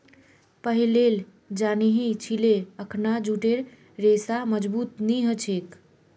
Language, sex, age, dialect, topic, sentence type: Magahi, female, 36-40, Northeastern/Surjapuri, agriculture, statement